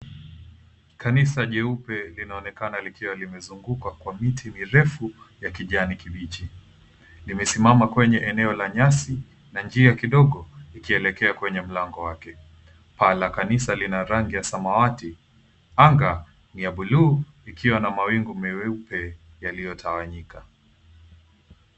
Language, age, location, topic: Swahili, 25-35, Mombasa, government